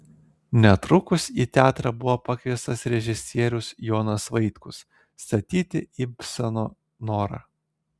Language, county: Lithuanian, Telšiai